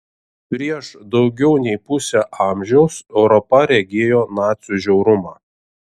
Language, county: Lithuanian, Šiauliai